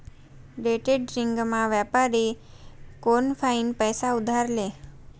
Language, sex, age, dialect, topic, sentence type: Marathi, female, 18-24, Northern Konkan, banking, statement